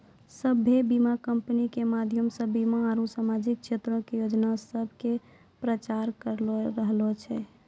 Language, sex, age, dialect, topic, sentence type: Maithili, female, 18-24, Angika, banking, statement